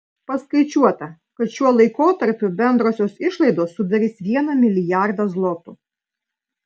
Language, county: Lithuanian, Vilnius